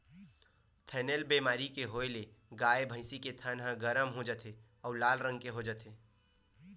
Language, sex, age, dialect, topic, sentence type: Chhattisgarhi, male, 18-24, Western/Budati/Khatahi, agriculture, statement